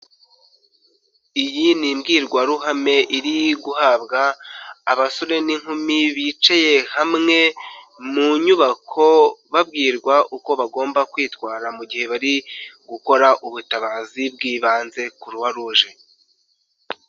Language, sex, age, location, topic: Kinyarwanda, male, 25-35, Nyagatare, health